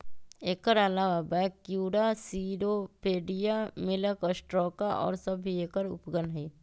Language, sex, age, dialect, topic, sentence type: Magahi, male, 25-30, Western, agriculture, statement